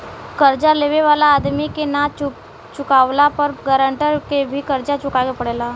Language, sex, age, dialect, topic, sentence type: Bhojpuri, female, 18-24, Southern / Standard, banking, statement